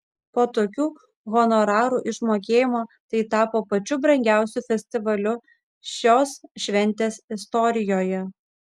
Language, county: Lithuanian, Kaunas